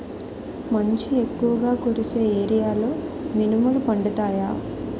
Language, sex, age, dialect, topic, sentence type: Telugu, female, 18-24, Utterandhra, agriculture, question